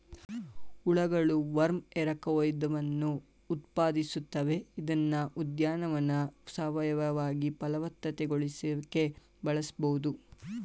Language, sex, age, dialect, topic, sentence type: Kannada, male, 18-24, Mysore Kannada, agriculture, statement